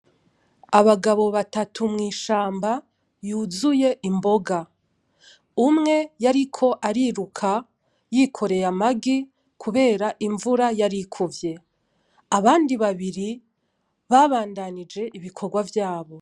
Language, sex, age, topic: Rundi, female, 25-35, agriculture